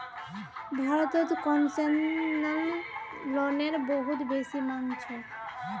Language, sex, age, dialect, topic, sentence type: Magahi, female, 18-24, Northeastern/Surjapuri, banking, statement